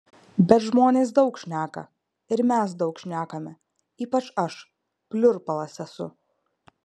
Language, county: Lithuanian, Marijampolė